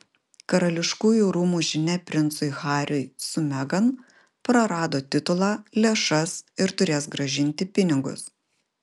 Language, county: Lithuanian, Vilnius